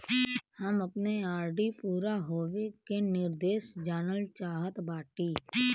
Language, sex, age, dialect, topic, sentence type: Bhojpuri, male, 18-24, Western, banking, statement